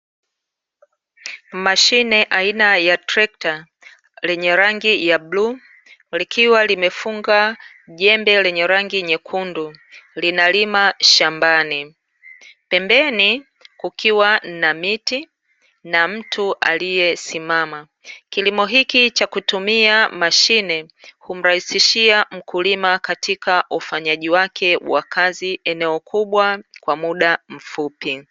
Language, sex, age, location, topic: Swahili, female, 36-49, Dar es Salaam, agriculture